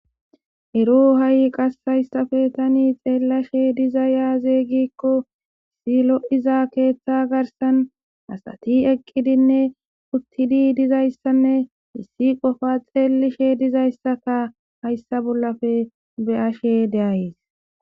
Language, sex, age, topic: Gamo, female, 18-24, government